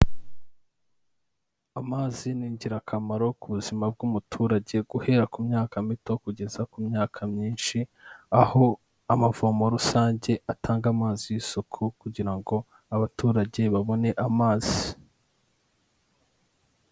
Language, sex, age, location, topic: Kinyarwanda, male, 25-35, Kigali, health